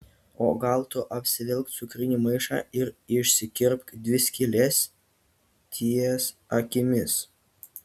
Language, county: Lithuanian, Kaunas